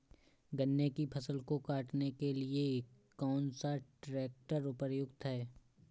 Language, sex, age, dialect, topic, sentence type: Hindi, male, 18-24, Awadhi Bundeli, agriculture, question